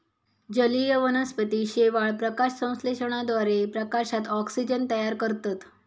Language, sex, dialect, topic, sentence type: Marathi, female, Southern Konkan, agriculture, statement